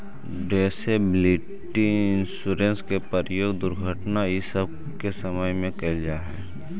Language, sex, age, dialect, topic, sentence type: Magahi, male, 18-24, Central/Standard, banking, statement